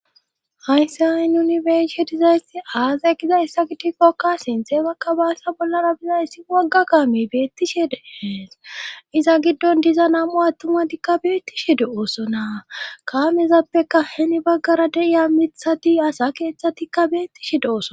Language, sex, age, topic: Gamo, female, 25-35, government